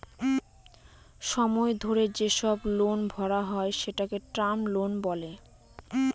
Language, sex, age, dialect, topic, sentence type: Bengali, female, 18-24, Northern/Varendri, banking, statement